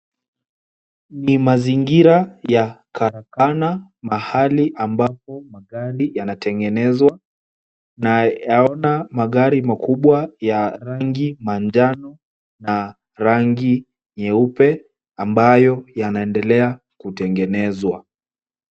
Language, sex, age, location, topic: Swahili, male, 18-24, Kisumu, finance